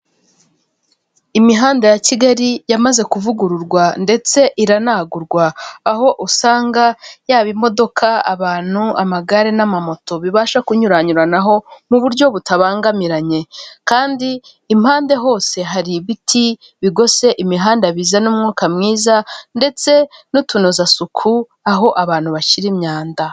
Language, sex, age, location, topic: Kinyarwanda, female, 25-35, Kigali, government